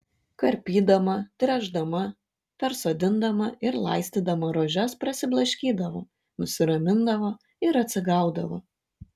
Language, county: Lithuanian, Šiauliai